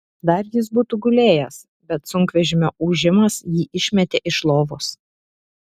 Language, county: Lithuanian, Šiauliai